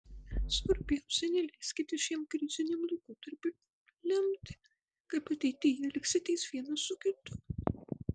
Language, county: Lithuanian, Marijampolė